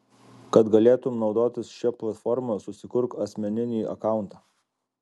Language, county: Lithuanian, Alytus